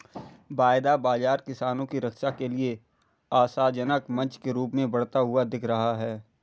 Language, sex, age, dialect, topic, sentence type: Hindi, male, 41-45, Awadhi Bundeli, banking, statement